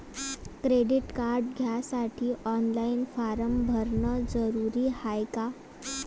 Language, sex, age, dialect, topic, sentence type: Marathi, female, 18-24, Varhadi, banking, question